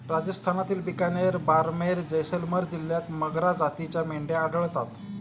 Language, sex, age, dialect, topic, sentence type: Marathi, male, 46-50, Standard Marathi, agriculture, statement